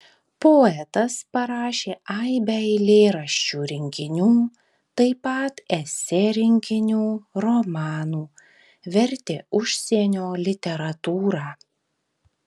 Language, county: Lithuanian, Vilnius